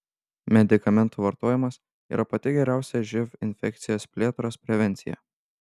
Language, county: Lithuanian, Panevėžys